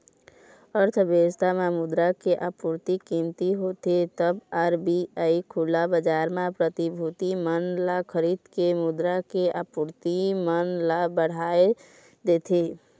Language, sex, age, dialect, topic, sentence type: Chhattisgarhi, female, 18-24, Eastern, banking, statement